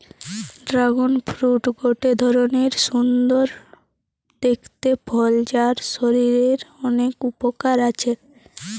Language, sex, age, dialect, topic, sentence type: Bengali, female, 18-24, Western, agriculture, statement